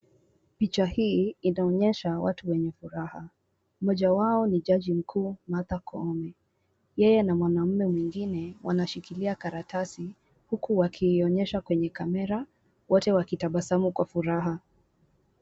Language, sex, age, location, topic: Swahili, female, 18-24, Kisumu, government